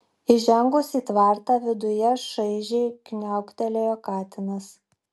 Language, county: Lithuanian, Klaipėda